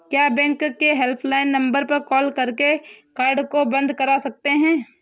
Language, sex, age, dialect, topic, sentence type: Hindi, female, 18-24, Awadhi Bundeli, banking, question